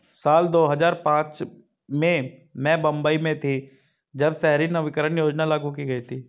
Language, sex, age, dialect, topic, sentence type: Hindi, male, 25-30, Hindustani Malvi Khadi Boli, banking, statement